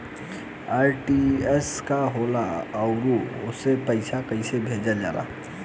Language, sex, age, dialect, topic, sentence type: Bhojpuri, male, 18-24, Southern / Standard, banking, question